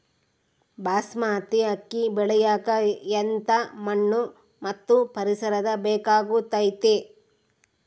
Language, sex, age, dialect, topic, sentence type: Kannada, female, 36-40, Central, agriculture, question